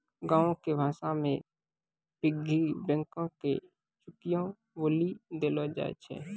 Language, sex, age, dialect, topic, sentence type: Maithili, male, 18-24, Angika, banking, statement